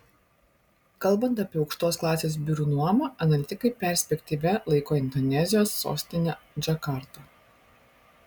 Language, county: Lithuanian, Klaipėda